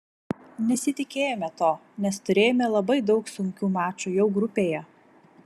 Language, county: Lithuanian, Vilnius